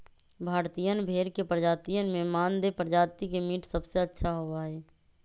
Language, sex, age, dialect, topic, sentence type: Magahi, male, 25-30, Western, agriculture, statement